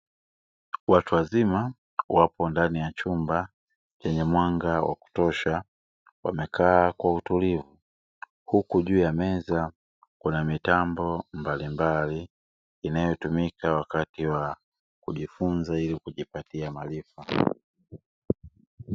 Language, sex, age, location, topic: Swahili, male, 18-24, Dar es Salaam, education